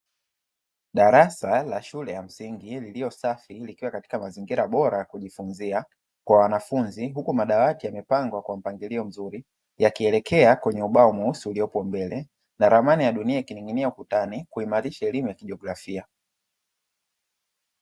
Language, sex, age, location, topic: Swahili, male, 25-35, Dar es Salaam, education